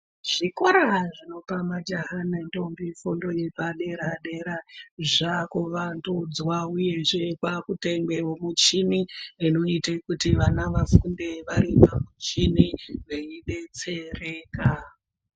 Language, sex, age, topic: Ndau, female, 25-35, education